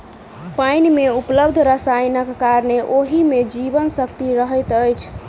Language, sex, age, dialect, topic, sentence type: Maithili, female, 25-30, Southern/Standard, agriculture, statement